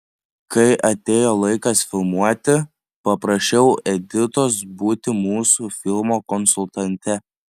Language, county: Lithuanian, Panevėžys